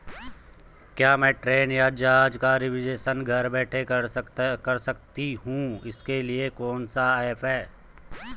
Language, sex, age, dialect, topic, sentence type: Hindi, male, 25-30, Garhwali, banking, question